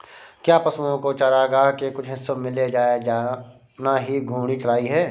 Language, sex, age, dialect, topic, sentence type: Hindi, male, 46-50, Awadhi Bundeli, agriculture, statement